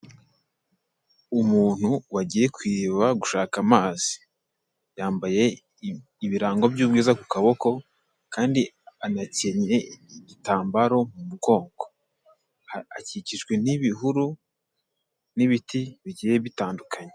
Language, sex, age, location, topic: Kinyarwanda, male, 18-24, Kigali, health